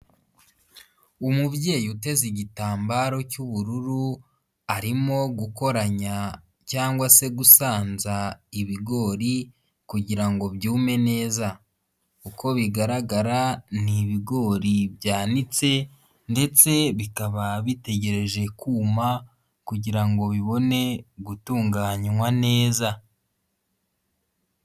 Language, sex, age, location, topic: Kinyarwanda, female, 18-24, Nyagatare, agriculture